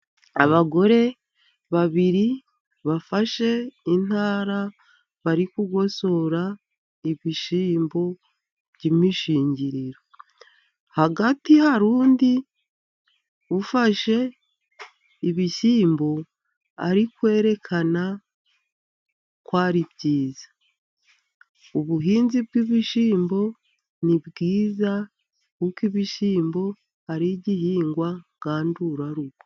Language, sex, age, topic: Kinyarwanda, female, 50+, agriculture